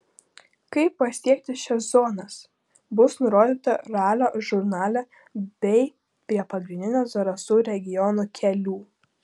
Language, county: Lithuanian, Klaipėda